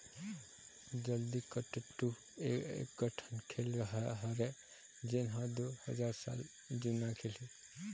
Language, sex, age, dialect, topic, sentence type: Chhattisgarhi, male, 25-30, Eastern, agriculture, statement